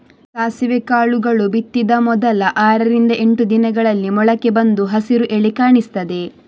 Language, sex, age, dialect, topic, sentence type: Kannada, female, 31-35, Coastal/Dakshin, agriculture, statement